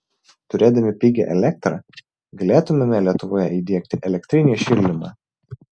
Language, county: Lithuanian, Vilnius